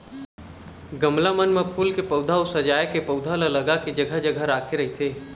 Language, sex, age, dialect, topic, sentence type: Chhattisgarhi, male, 25-30, Eastern, agriculture, statement